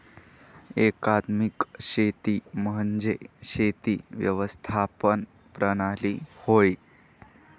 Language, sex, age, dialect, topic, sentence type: Marathi, male, 18-24, Northern Konkan, agriculture, statement